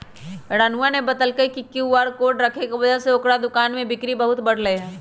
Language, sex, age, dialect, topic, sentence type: Magahi, male, 18-24, Western, banking, statement